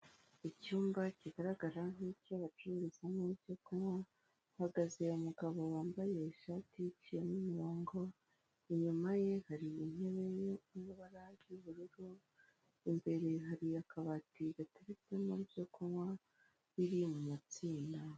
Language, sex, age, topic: Kinyarwanda, female, 18-24, finance